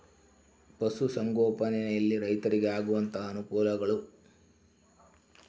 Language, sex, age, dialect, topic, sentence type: Kannada, male, 51-55, Central, agriculture, question